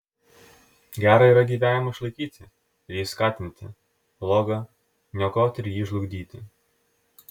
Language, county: Lithuanian, Telšiai